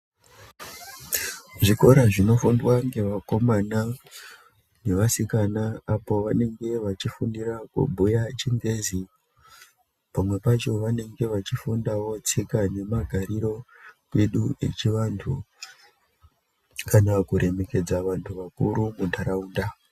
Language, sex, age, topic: Ndau, male, 25-35, education